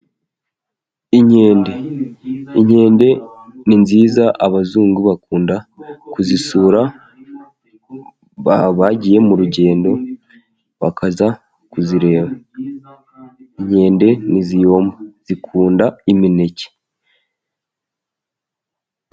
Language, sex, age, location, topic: Kinyarwanda, male, 18-24, Musanze, agriculture